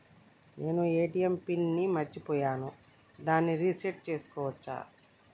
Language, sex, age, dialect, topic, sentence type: Telugu, male, 31-35, Telangana, banking, question